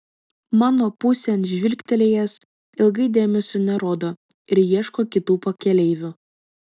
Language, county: Lithuanian, Vilnius